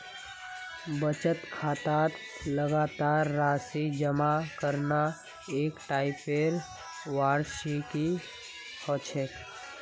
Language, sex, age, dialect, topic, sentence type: Magahi, male, 18-24, Northeastern/Surjapuri, banking, statement